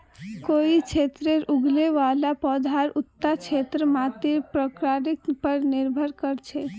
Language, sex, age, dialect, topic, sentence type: Magahi, female, 18-24, Northeastern/Surjapuri, agriculture, statement